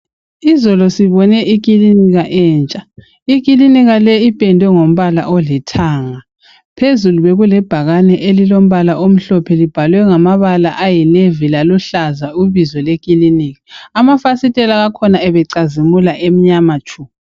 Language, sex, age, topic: North Ndebele, female, 18-24, health